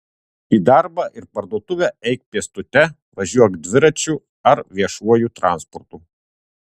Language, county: Lithuanian, Tauragė